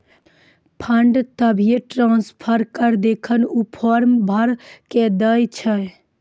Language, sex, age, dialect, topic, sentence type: Maithili, female, 18-24, Angika, banking, question